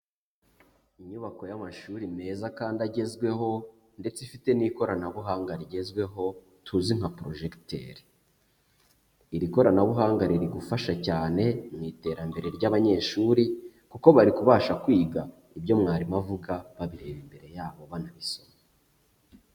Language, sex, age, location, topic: Kinyarwanda, male, 25-35, Huye, education